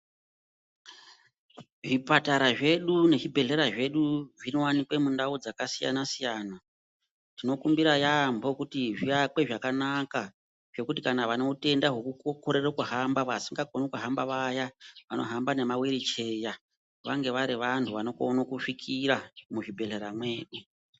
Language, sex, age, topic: Ndau, female, 36-49, health